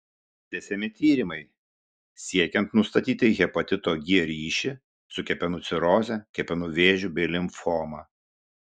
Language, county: Lithuanian, Šiauliai